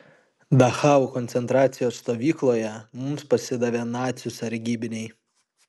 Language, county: Lithuanian, Kaunas